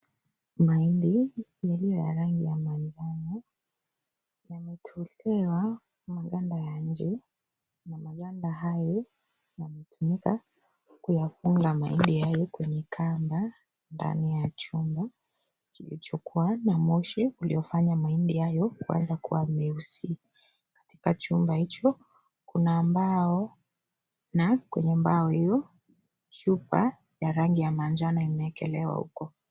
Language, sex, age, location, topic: Swahili, female, 25-35, Kisii, agriculture